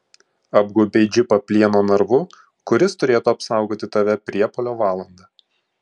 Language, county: Lithuanian, Klaipėda